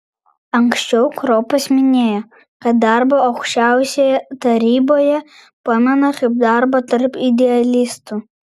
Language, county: Lithuanian, Vilnius